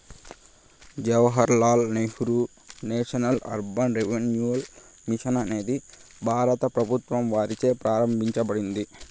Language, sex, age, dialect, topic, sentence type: Telugu, male, 18-24, Southern, banking, statement